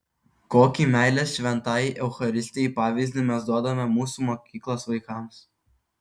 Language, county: Lithuanian, Kaunas